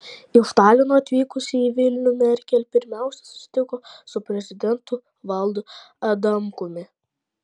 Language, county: Lithuanian, Klaipėda